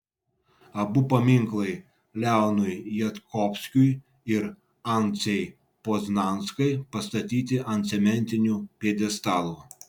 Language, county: Lithuanian, Vilnius